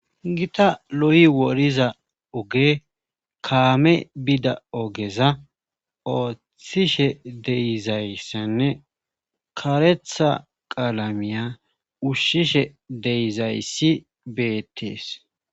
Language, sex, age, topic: Gamo, male, 25-35, government